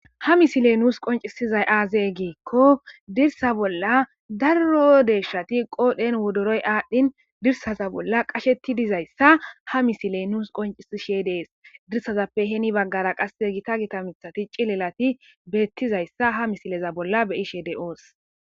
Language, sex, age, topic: Gamo, female, 18-24, agriculture